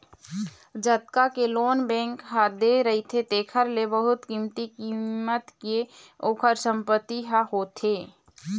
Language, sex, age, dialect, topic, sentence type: Chhattisgarhi, female, 25-30, Eastern, banking, statement